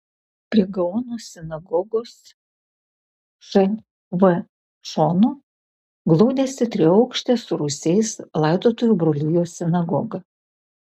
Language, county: Lithuanian, Alytus